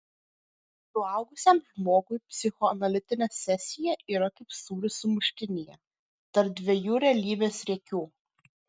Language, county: Lithuanian, Klaipėda